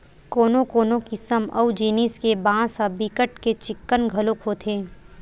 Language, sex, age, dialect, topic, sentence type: Chhattisgarhi, female, 18-24, Western/Budati/Khatahi, agriculture, statement